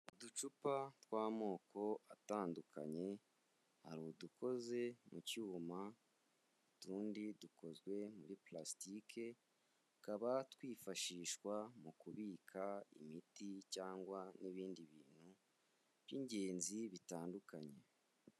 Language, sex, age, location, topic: Kinyarwanda, male, 25-35, Kigali, health